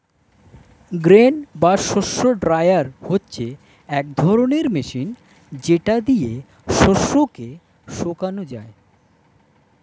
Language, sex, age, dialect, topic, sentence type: Bengali, male, 25-30, Standard Colloquial, agriculture, statement